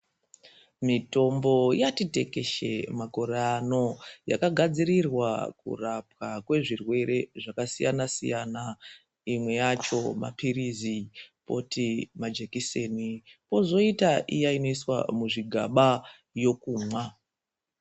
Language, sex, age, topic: Ndau, female, 36-49, health